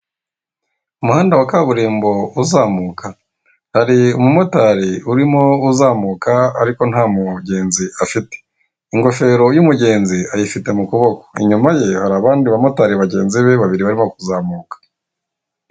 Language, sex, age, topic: Kinyarwanda, male, 18-24, government